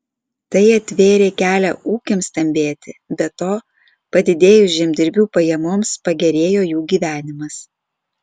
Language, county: Lithuanian, Alytus